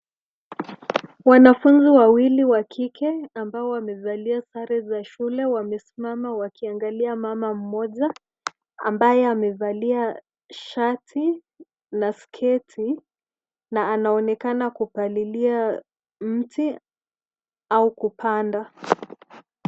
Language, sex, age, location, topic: Swahili, female, 25-35, Nairobi, government